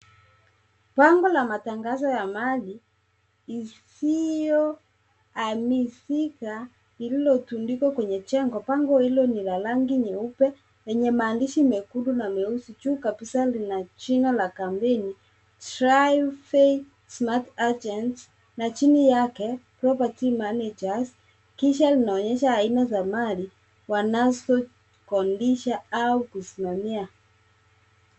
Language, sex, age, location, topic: Swahili, female, 25-35, Nairobi, finance